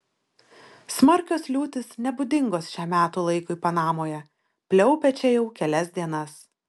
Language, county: Lithuanian, Šiauliai